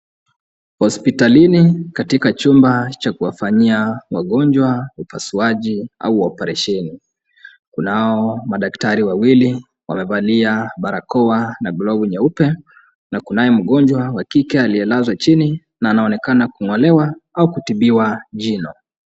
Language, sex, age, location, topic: Swahili, male, 25-35, Kisumu, health